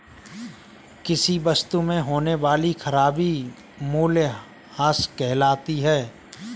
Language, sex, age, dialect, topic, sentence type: Hindi, male, 25-30, Kanauji Braj Bhasha, banking, statement